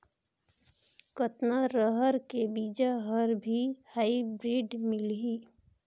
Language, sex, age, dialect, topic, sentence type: Chhattisgarhi, female, 31-35, Northern/Bhandar, agriculture, question